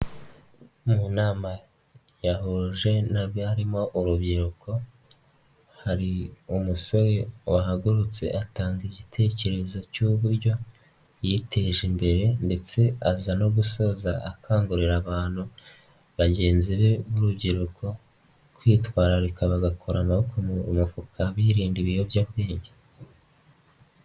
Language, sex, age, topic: Kinyarwanda, male, 18-24, government